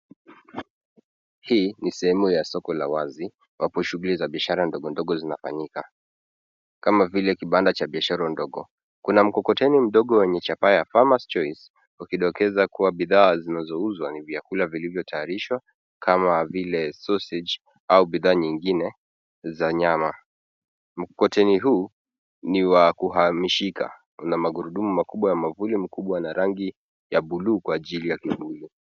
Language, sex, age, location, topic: Swahili, male, 18-24, Nairobi, finance